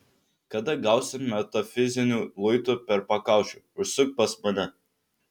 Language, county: Lithuanian, Vilnius